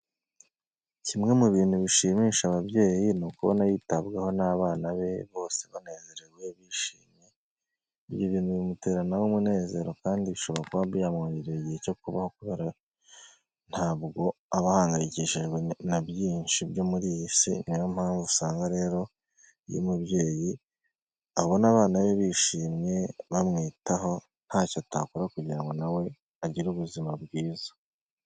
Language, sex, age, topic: Kinyarwanda, male, 25-35, health